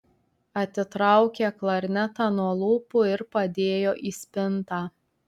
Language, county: Lithuanian, Telšiai